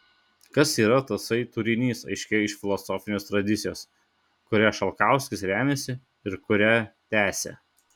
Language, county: Lithuanian, Šiauliai